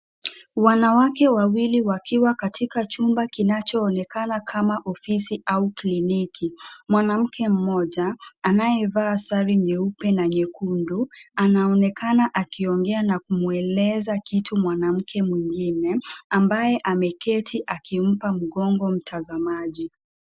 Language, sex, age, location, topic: Swahili, female, 25-35, Kisii, health